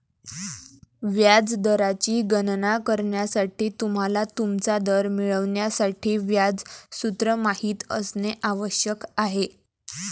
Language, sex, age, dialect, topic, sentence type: Marathi, female, 18-24, Varhadi, banking, statement